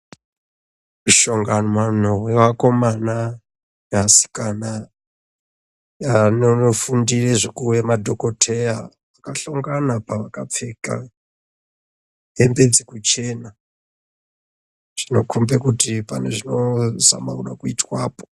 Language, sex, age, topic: Ndau, male, 36-49, health